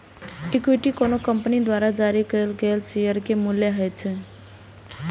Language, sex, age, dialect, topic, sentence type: Maithili, female, 18-24, Eastern / Thethi, banking, statement